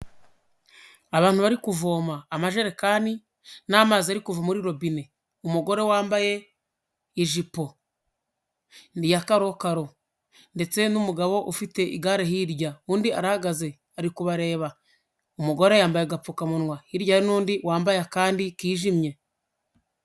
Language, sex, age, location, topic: Kinyarwanda, male, 25-35, Huye, health